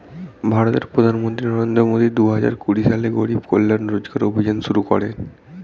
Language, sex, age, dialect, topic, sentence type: Bengali, male, 18-24, Standard Colloquial, banking, statement